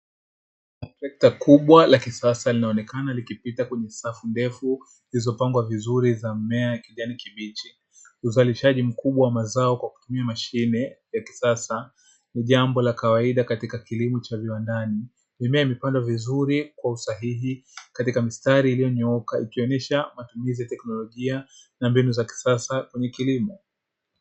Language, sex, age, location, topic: Swahili, male, 25-35, Dar es Salaam, agriculture